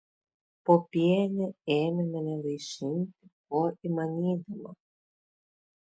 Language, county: Lithuanian, Klaipėda